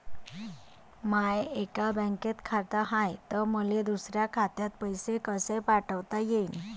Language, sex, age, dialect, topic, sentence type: Marathi, female, 31-35, Varhadi, banking, question